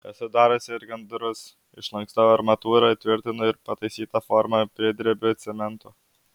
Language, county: Lithuanian, Alytus